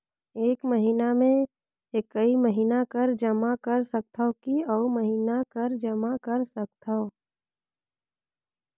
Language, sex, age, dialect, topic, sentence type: Chhattisgarhi, female, 46-50, Northern/Bhandar, banking, question